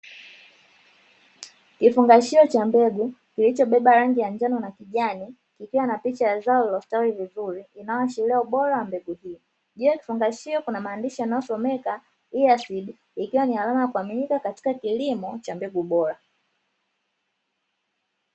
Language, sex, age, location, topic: Swahili, female, 25-35, Dar es Salaam, agriculture